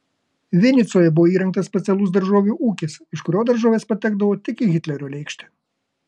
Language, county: Lithuanian, Kaunas